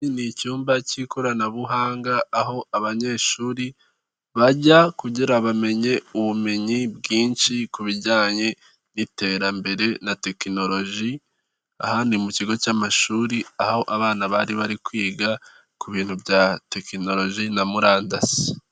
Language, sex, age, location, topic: Kinyarwanda, female, 36-49, Kigali, government